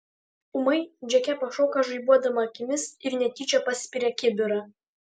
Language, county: Lithuanian, Alytus